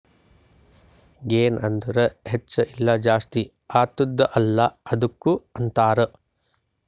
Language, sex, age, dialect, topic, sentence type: Kannada, male, 60-100, Northeastern, banking, statement